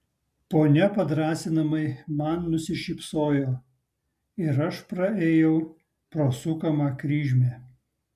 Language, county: Lithuanian, Utena